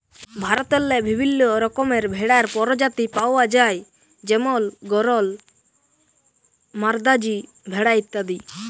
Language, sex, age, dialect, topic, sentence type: Bengali, male, 18-24, Jharkhandi, agriculture, statement